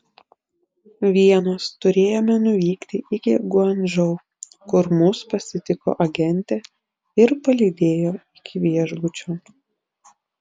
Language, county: Lithuanian, Šiauliai